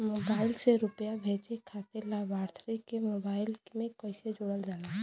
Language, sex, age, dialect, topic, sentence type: Bhojpuri, female, 18-24, Western, banking, question